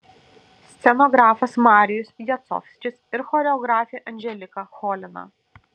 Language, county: Lithuanian, Kaunas